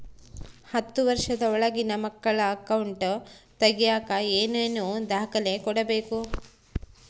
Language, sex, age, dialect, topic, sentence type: Kannada, female, 46-50, Central, banking, question